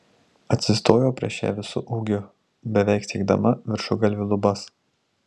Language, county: Lithuanian, Tauragė